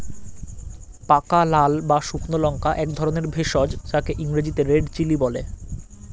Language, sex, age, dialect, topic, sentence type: Bengali, male, 18-24, Standard Colloquial, agriculture, statement